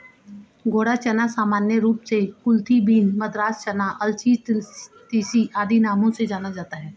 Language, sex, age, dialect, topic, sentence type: Hindi, male, 36-40, Hindustani Malvi Khadi Boli, agriculture, statement